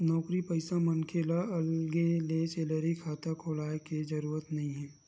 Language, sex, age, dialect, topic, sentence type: Chhattisgarhi, male, 18-24, Western/Budati/Khatahi, banking, statement